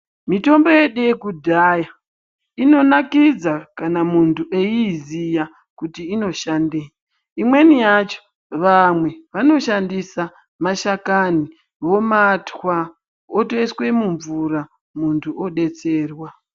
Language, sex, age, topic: Ndau, female, 50+, health